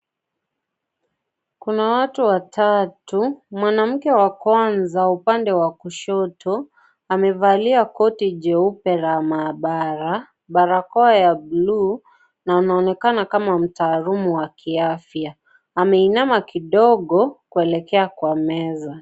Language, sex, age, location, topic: Swahili, female, 25-35, Kisii, health